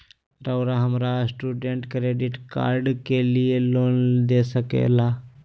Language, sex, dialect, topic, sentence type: Magahi, male, Southern, banking, question